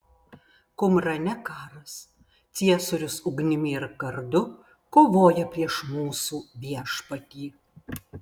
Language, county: Lithuanian, Vilnius